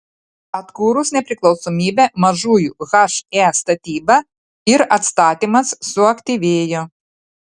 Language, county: Lithuanian, Telšiai